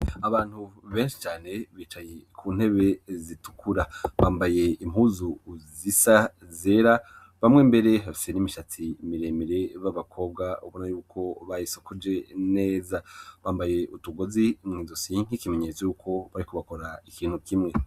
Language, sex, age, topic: Rundi, male, 25-35, education